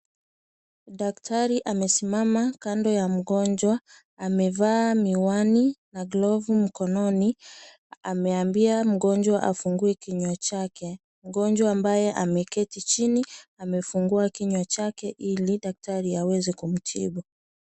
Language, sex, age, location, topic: Swahili, female, 25-35, Kisii, health